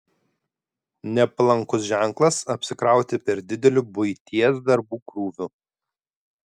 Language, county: Lithuanian, Šiauliai